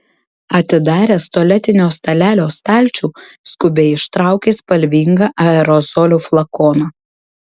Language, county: Lithuanian, Marijampolė